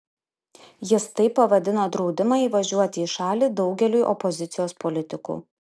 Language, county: Lithuanian, Kaunas